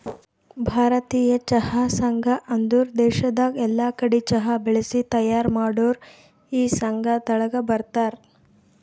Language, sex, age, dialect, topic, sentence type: Kannada, female, 18-24, Northeastern, agriculture, statement